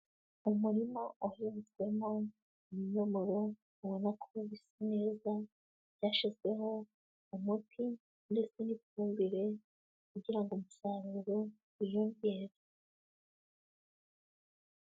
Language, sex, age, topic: Kinyarwanda, female, 18-24, agriculture